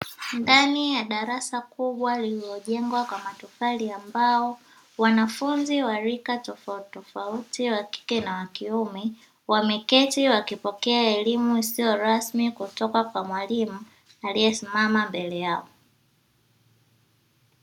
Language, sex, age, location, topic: Swahili, female, 18-24, Dar es Salaam, education